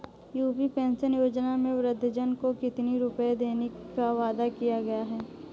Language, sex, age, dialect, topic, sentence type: Hindi, male, 31-35, Awadhi Bundeli, banking, question